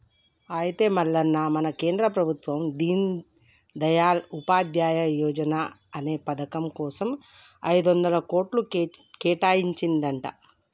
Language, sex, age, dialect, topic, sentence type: Telugu, female, 25-30, Telangana, banking, statement